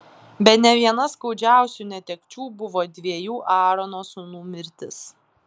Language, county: Lithuanian, Klaipėda